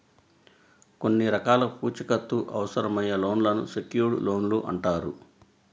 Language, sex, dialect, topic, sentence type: Telugu, female, Central/Coastal, banking, statement